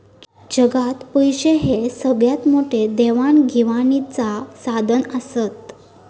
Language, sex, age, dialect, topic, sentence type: Marathi, female, 31-35, Southern Konkan, banking, statement